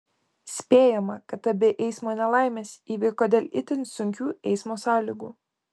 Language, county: Lithuanian, Kaunas